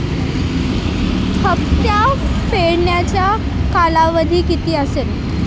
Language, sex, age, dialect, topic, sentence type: Marathi, male, <18, Standard Marathi, banking, question